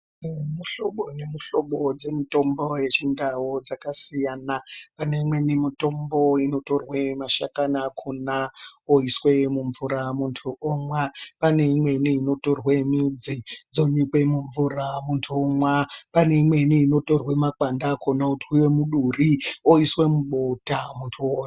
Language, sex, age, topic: Ndau, male, 18-24, health